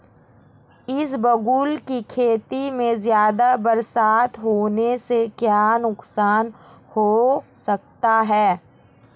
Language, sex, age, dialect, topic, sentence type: Hindi, female, 25-30, Marwari Dhudhari, agriculture, question